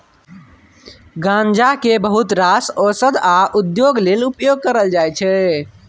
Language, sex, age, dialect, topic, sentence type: Maithili, male, 25-30, Bajjika, agriculture, statement